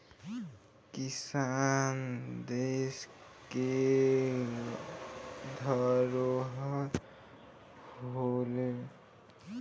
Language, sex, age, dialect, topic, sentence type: Bhojpuri, male, 18-24, Northern, agriculture, statement